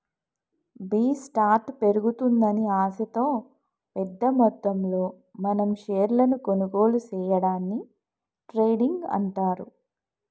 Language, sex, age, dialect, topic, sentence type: Telugu, female, 36-40, Telangana, banking, statement